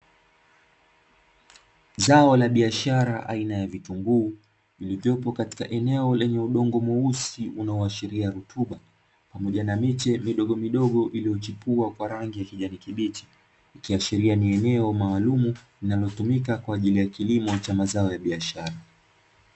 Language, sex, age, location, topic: Swahili, male, 25-35, Dar es Salaam, agriculture